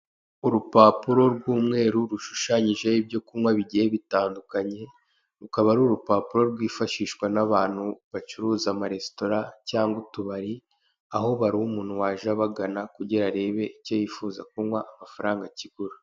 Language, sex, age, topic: Kinyarwanda, male, 18-24, finance